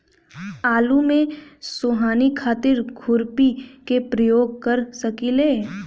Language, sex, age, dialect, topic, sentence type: Bhojpuri, female, 18-24, Southern / Standard, agriculture, question